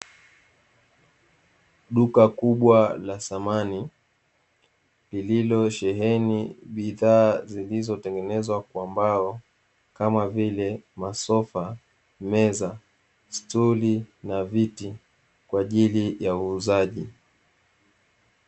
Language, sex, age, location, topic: Swahili, male, 18-24, Dar es Salaam, finance